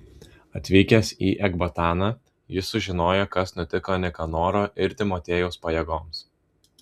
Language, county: Lithuanian, Vilnius